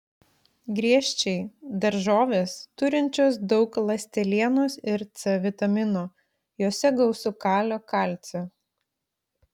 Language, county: Lithuanian, Klaipėda